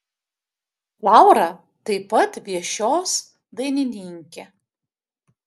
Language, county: Lithuanian, Kaunas